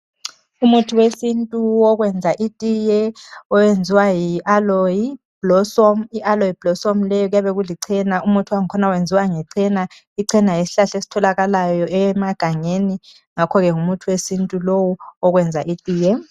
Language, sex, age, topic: North Ndebele, male, 25-35, health